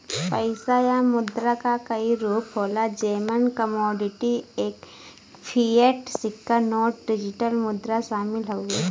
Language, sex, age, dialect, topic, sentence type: Bhojpuri, female, 18-24, Western, banking, statement